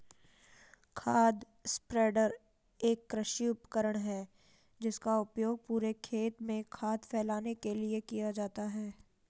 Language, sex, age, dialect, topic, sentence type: Hindi, female, 56-60, Marwari Dhudhari, agriculture, statement